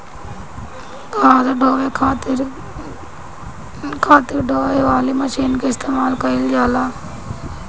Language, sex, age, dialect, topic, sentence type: Bhojpuri, female, 18-24, Northern, agriculture, statement